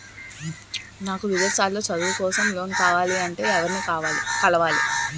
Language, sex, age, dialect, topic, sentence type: Telugu, male, 18-24, Utterandhra, banking, question